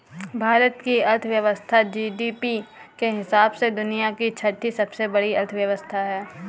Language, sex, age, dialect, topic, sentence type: Hindi, female, 18-24, Kanauji Braj Bhasha, banking, statement